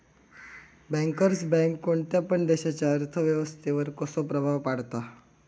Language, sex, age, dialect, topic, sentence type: Marathi, male, 25-30, Southern Konkan, banking, statement